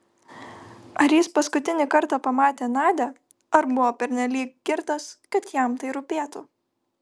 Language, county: Lithuanian, Vilnius